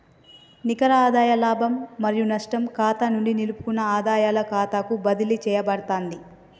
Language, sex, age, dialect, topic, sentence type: Telugu, female, 25-30, Telangana, banking, statement